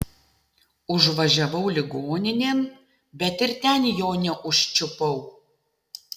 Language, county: Lithuanian, Utena